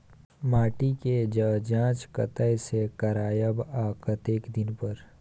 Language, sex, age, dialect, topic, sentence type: Maithili, male, 18-24, Bajjika, agriculture, question